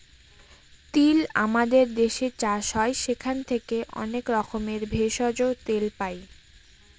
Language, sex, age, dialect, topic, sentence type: Bengali, female, 18-24, Northern/Varendri, agriculture, statement